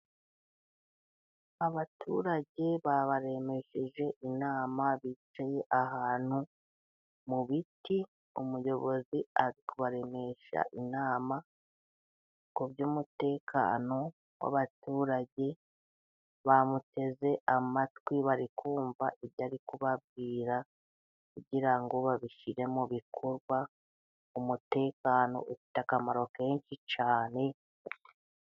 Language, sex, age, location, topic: Kinyarwanda, female, 36-49, Burera, government